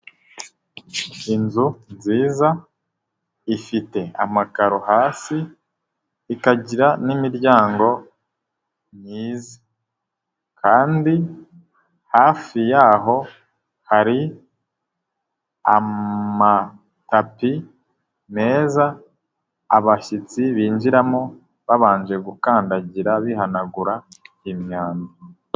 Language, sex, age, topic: Kinyarwanda, male, 18-24, finance